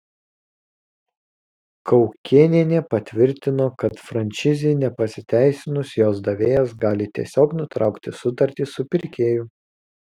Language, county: Lithuanian, Kaunas